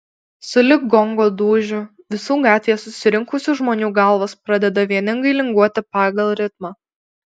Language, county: Lithuanian, Alytus